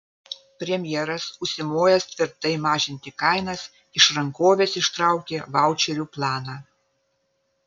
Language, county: Lithuanian, Vilnius